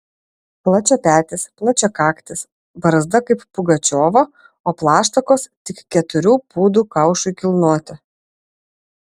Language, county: Lithuanian, Vilnius